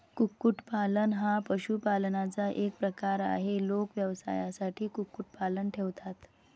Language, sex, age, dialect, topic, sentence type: Marathi, female, 60-100, Varhadi, agriculture, statement